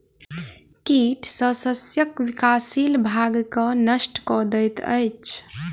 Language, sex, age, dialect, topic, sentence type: Maithili, female, 18-24, Southern/Standard, agriculture, statement